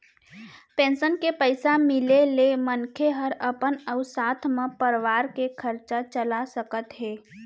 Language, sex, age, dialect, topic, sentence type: Chhattisgarhi, female, 60-100, Central, banking, statement